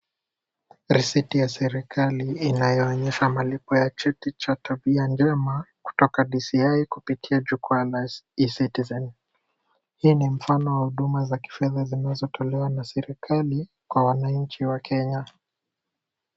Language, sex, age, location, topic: Swahili, male, 18-24, Kisumu, finance